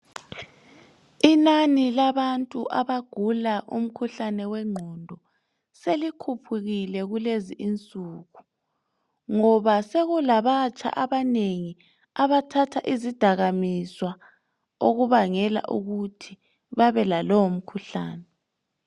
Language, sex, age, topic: North Ndebele, male, 18-24, health